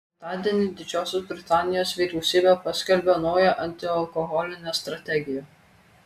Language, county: Lithuanian, Kaunas